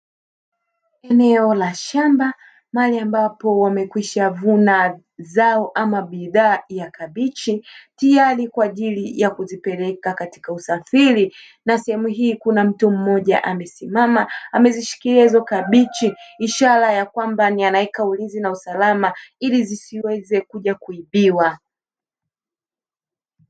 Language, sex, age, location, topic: Swahili, female, 36-49, Dar es Salaam, agriculture